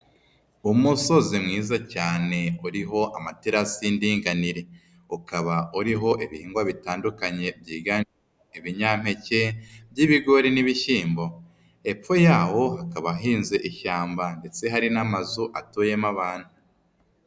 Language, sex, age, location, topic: Kinyarwanda, female, 18-24, Nyagatare, agriculture